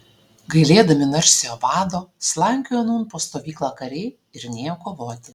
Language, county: Lithuanian, Alytus